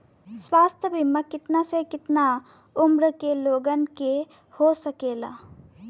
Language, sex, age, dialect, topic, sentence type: Bhojpuri, female, 18-24, Western, banking, question